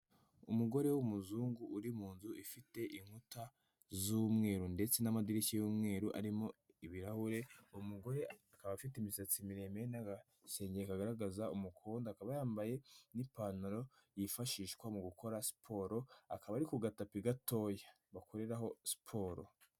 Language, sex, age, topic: Kinyarwanda, male, 18-24, health